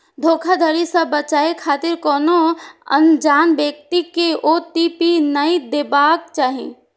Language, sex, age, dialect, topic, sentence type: Maithili, female, 46-50, Eastern / Thethi, banking, statement